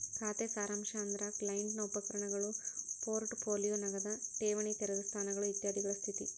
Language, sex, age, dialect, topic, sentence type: Kannada, female, 25-30, Dharwad Kannada, banking, statement